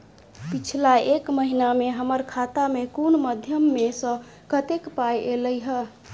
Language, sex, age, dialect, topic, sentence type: Maithili, male, 31-35, Southern/Standard, banking, question